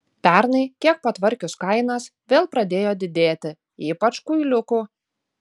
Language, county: Lithuanian, Utena